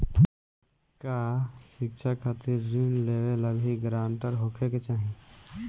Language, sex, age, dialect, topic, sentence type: Bhojpuri, male, 18-24, Northern, banking, question